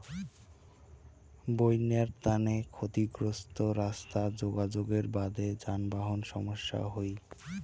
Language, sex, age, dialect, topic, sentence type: Bengali, male, 60-100, Rajbangshi, agriculture, statement